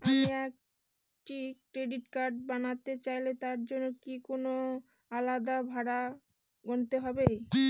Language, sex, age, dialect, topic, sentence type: Bengali, female, 18-24, Northern/Varendri, banking, question